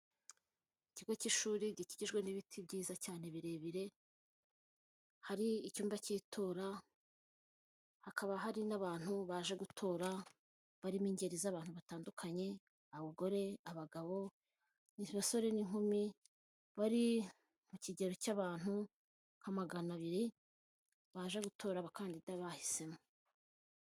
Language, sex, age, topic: Kinyarwanda, female, 25-35, government